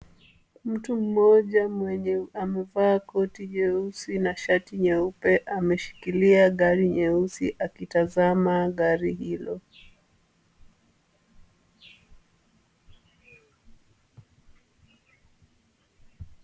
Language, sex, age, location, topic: Swahili, female, 25-35, Kisumu, finance